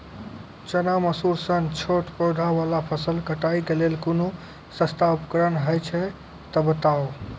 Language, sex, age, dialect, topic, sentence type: Maithili, male, 18-24, Angika, agriculture, question